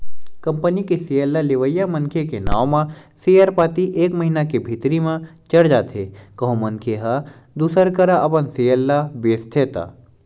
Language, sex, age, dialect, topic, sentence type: Chhattisgarhi, male, 18-24, Western/Budati/Khatahi, banking, statement